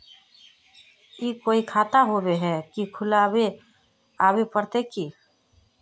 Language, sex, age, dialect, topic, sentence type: Magahi, female, 36-40, Northeastern/Surjapuri, banking, question